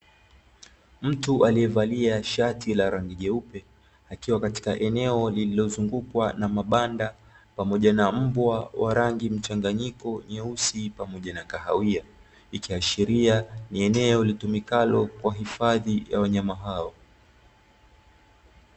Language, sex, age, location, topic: Swahili, male, 25-35, Dar es Salaam, agriculture